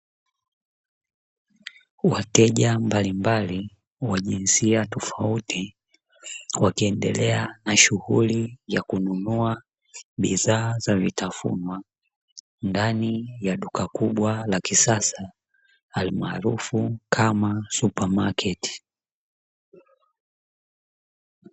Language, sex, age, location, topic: Swahili, male, 25-35, Dar es Salaam, finance